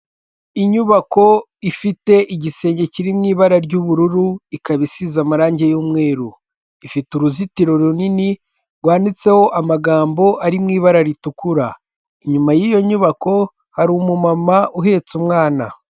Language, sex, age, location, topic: Kinyarwanda, male, 18-24, Kigali, health